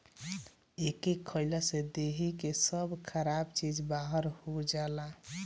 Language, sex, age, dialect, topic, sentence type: Bhojpuri, male, 18-24, Northern, agriculture, statement